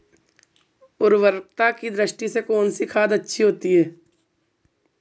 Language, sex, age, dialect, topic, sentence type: Hindi, female, 18-24, Marwari Dhudhari, agriculture, question